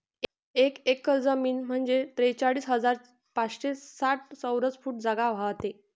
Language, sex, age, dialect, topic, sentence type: Marathi, female, 25-30, Varhadi, agriculture, statement